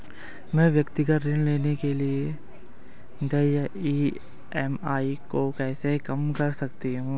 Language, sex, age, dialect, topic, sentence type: Hindi, male, 18-24, Hindustani Malvi Khadi Boli, banking, question